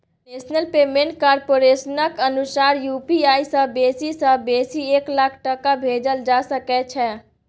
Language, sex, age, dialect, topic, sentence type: Maithili, female, 18-24, Bajjika, banking, statement